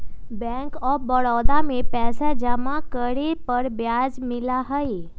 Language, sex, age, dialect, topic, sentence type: Magahi, female, 25-30, Western, banking, statement